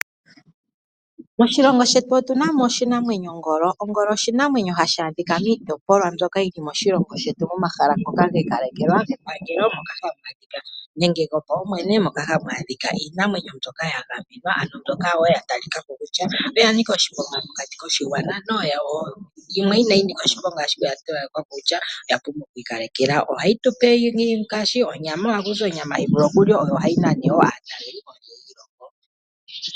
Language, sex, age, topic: Oshiwambo, female, 25-35, agriculture